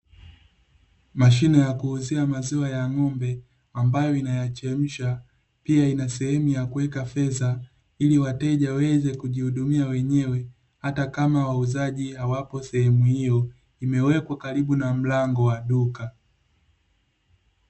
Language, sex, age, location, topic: Swahili, male, 36-49, Dar es Salaam, finance